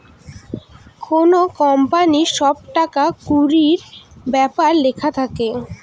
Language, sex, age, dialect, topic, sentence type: Bengali, female, <18, Northern/Varendri, banking, statement